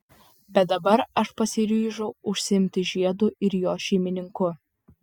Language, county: Lithuanian, Vilnius